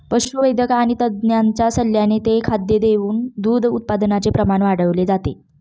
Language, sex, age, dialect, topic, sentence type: Marathi, female, 25-30, Standard Marathi, agriculture, statement